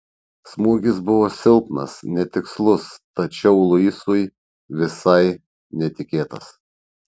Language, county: Lithuanian, Šiauliai